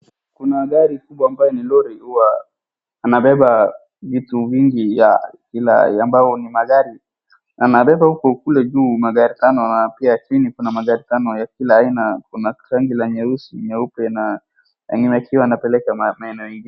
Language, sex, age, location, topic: Swahili, female, 36-49, Wajir, finance